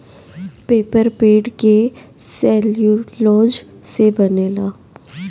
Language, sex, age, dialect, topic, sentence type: Bhojpuri, female, 18-24, Northern, agriculture, statement